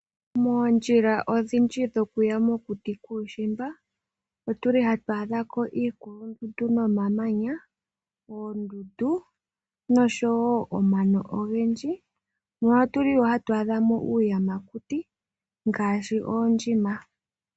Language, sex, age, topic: Oshiwambo, female, 18-24, agriculture